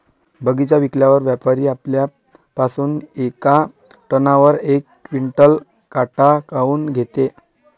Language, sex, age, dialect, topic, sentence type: Marathi, male, 18-24, Varhadi, agriculture, question